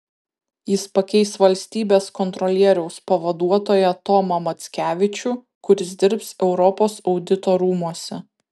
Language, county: Lithuanian, Kaunas